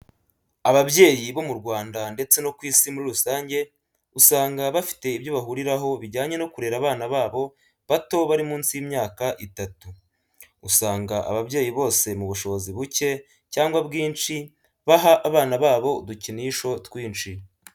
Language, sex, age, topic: Kinyarwanda, male, 18-24, education